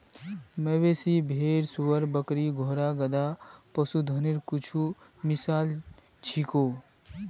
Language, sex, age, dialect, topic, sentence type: Magahi, male, 25-30, Northeastern/Surjapuri, agriculture, statement